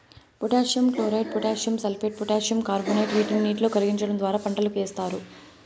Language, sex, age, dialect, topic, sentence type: Telugu, female, 18-24, Southern, agriculture, statement